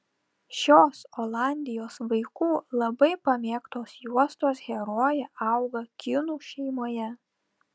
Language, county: Lithuanian, Telšiai